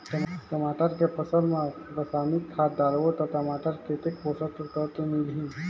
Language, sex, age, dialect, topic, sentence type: Chhattisgarhi, male, 25-30, Northern/Bhandar, agriculture, question